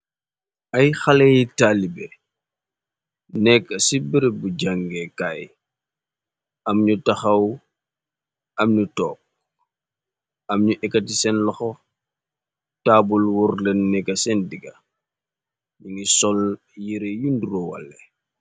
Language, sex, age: Wolof, male, 25-35